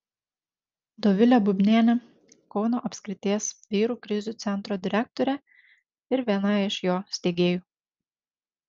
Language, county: Lithuanian, Šiauliai